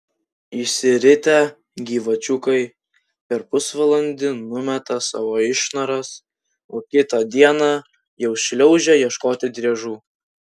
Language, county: Lithuanian, Vilnius